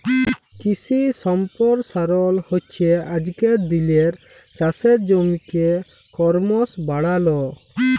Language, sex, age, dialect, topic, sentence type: Bengali, male, 18-24, Jharkhandi, agriculture, statement